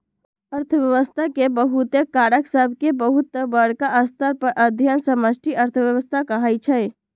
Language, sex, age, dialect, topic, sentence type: Magahi, female, 18-24, Western, banking, statement